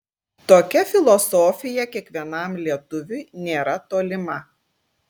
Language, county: Lithuanian, Klaipėda